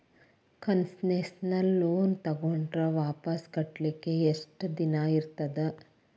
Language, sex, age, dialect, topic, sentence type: Kannada, female, 41-45, Dharwad Kannada, banking, statement